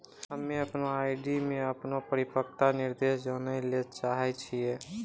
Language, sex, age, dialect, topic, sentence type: Maithili, male, 25-30, Angika, banking, statement